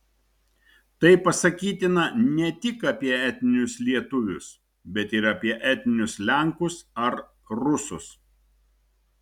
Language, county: Lithuanian, Šiauliai